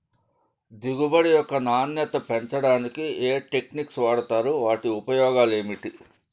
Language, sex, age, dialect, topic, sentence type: Telugu, male, 56-60, Southern, agriculture, question